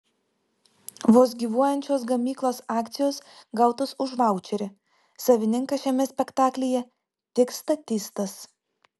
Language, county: Lithuanian, Vilnius